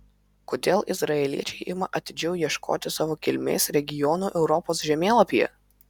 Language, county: Lithuanian, Vilnius